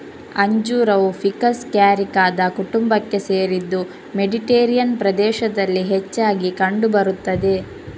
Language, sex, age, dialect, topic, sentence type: Kannada, female, 18-24, Coastal/Dakshin, agriculture, statement